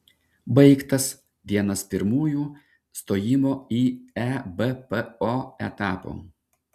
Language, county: Lithuanian, Šiauliai